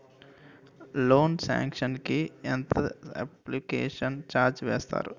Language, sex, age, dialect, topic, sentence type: Telugu, male, 51-55, Utterandhra, banking, question